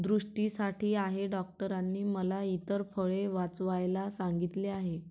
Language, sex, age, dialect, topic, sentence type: Marathi, male, 31-35, Varhadi, agriculture, statement